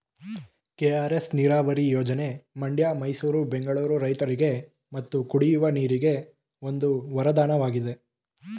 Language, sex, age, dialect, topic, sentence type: Kannada, male, 18-24, Mysore Kannada, agriculture, statement